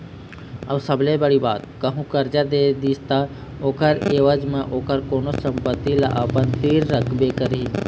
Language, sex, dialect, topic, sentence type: Chhattisgarhi, male, Eastern, banking, statement